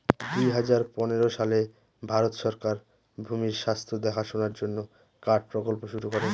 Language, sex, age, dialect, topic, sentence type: Bengali, male, 31-35, Northern/Varendri, agriculture, statement